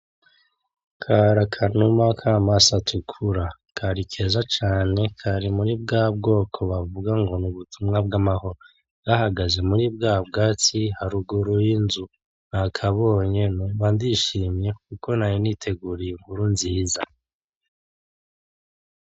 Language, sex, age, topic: Rundi, male, 36-49, agriculture